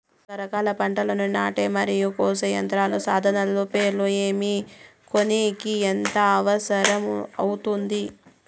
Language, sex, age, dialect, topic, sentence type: Telugu, female, 31-35, Southern, agriculture, question